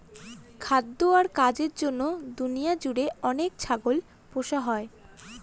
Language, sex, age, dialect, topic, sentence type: Bengali, female, 18-24, Northern/Varendri, agriculture, statement